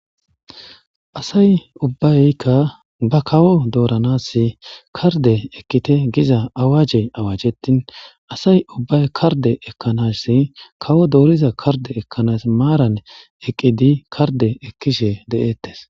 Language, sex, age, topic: Gamo, male, 25-35, government